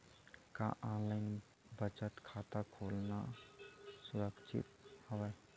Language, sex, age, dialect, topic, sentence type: Chhattisgarhi, male, 18-24, Western/Budati/Khatahi, banking, question